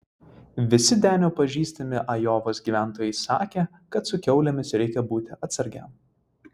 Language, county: Lithuanian, Vilnius